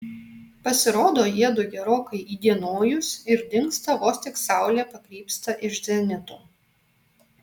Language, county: Lithuanian, Alytus